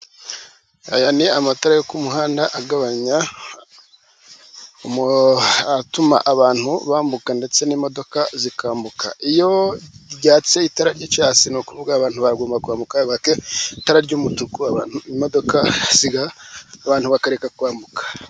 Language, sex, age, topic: Kinyarwanda, male, 36-49, government